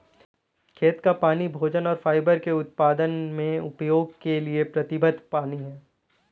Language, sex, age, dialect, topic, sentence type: Hindi, male, 18-24, Kanauji Braj Bhasha, agriculture, statement